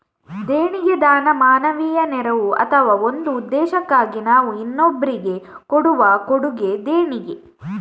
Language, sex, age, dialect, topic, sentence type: Kannada, female, 18-24, Coastal/Dakshin, banking, statement